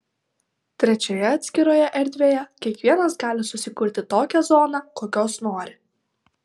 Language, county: Lithuanian, Vilnius